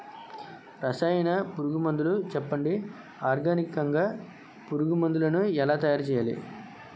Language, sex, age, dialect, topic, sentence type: Telugu, male, 25-30, Utterandhra, agriculture, question